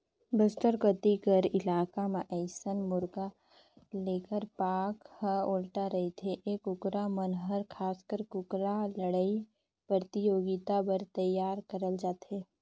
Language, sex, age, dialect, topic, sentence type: Chhattisgarhi, female, 18-24, Northern/Bhandar, agriculture, statement